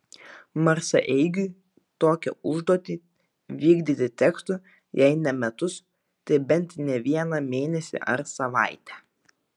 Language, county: Lithuanian, Vilnius